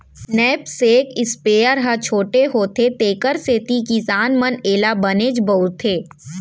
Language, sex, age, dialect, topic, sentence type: Chhattisgarhi, female, 60-100, Central, agriculture, statement